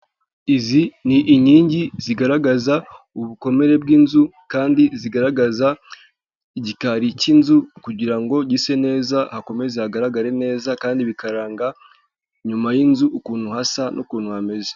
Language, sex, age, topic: Kinyarwanda, male, 18-24, government